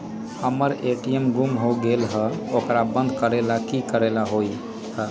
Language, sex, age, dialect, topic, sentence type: Magahi, male, 46-50, Western, banking, question